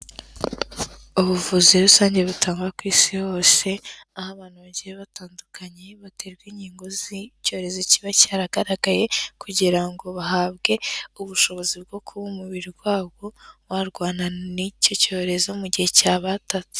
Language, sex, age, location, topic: Kinyarwanda, female, 18-24, Kigali, health